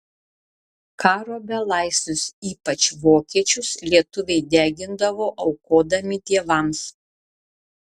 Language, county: Lithuanian, Šiauliai